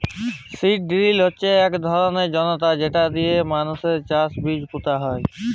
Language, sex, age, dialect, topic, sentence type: Bengali, male, 18-24, Jharkhandi, agriculture, statement